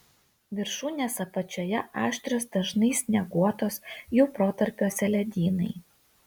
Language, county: Lithuanian, Kaunas